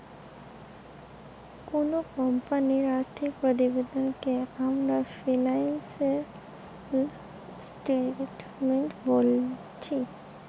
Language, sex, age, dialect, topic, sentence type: Bengali, female, 18-24, Western, banking, statement